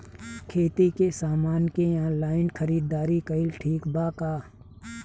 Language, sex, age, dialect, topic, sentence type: Bhojpuri, male, 36-40, Southern / Standard, agriculture, question